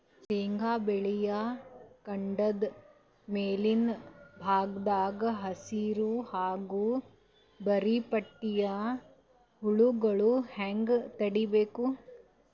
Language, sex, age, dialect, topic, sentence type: Kannada, female, 18-24, Northeastern, agriculture, question